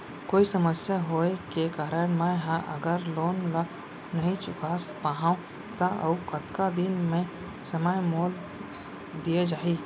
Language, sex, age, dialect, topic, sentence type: Chhattisgarhi, female, 25-30, Central, banking, question